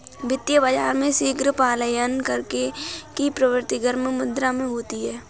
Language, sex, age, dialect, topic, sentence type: Hindi, female, 18-24, Kanauji Braj Bhasha, banking, statement